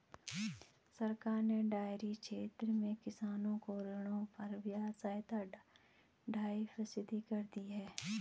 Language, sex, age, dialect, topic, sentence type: Hindi, female, 25-30, Garhwali, agriculture, statement